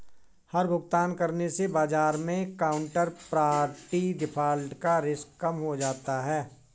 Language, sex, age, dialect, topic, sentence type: Hindi, male, 41-45, Awadhi Bundeli, banking, statement